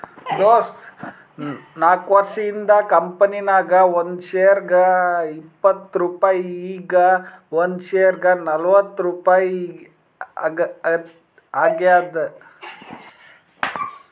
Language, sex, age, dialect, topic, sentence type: Kannada, male, 31-35, Northeastern, banking, statement